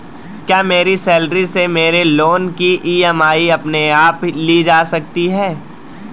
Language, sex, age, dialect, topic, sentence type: Hindi, male, 18-24, Marwari Dhudhari, banking, question